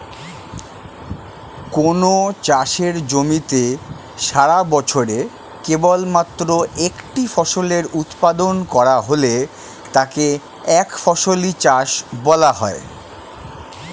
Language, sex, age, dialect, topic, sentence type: Bengali, male, 31-35, Standard Colloquial, agriculture, statement